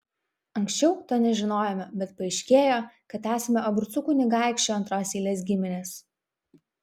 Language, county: Lithuanian, Vilnius